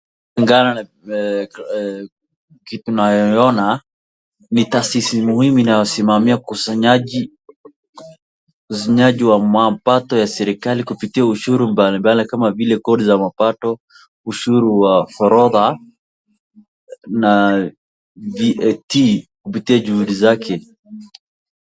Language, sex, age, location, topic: Swahili, male, 25-35, Wajir, finance